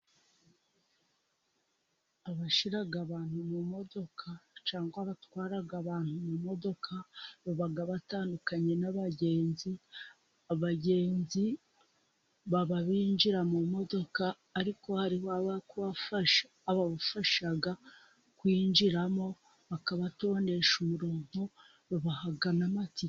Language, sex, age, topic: Kinyarwanda, female, 25-35, government